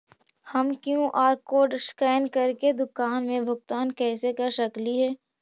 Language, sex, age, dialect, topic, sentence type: Magahi, female, 60-100, Central/Standard, banking, question